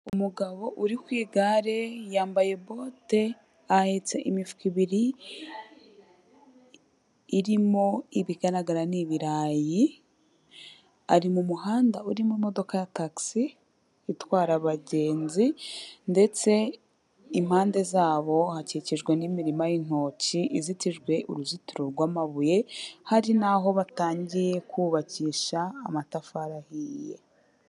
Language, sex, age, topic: Kinyarwanda, female, 18-24, government